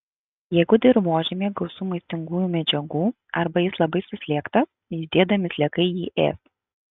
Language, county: Lithuanian, Kaunas